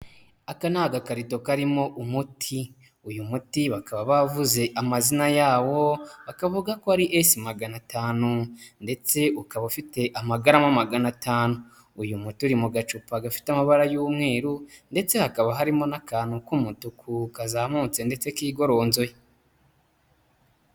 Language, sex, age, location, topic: Kinyarwanda, male, 25-35, Huye, health